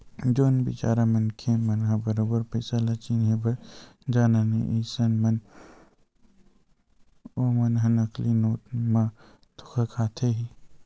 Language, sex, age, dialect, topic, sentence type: Chhattisgarhi, male, 18-24, Western/Budati/Khatahi, banking, statement